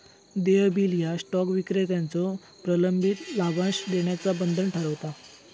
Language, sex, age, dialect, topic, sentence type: Marathi, male, 18-24, Southern Konkan, banking, statement